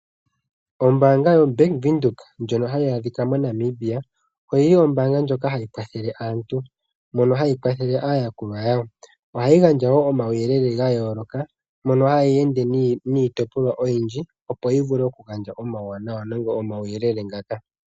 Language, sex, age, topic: Oshiwambo, male, 25-35, finance